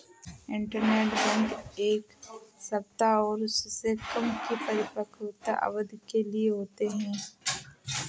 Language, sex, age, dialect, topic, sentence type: Hindi, female, 18-24, Awadhi Bundeli, banking, statement